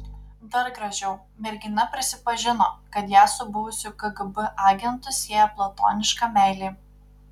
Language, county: Lithuanian, Panevėžys